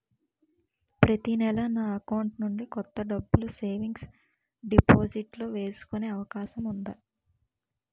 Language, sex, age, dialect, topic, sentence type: Telugu, female, 18-24, Utterandhra, banking, question